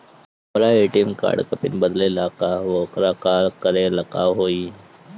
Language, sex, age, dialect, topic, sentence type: Bhojpuri, male, 25-30, Northern, banking, question